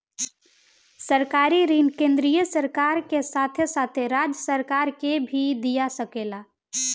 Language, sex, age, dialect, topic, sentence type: Bhojpuri, female, 18-24, Southern / Standard, banking, statement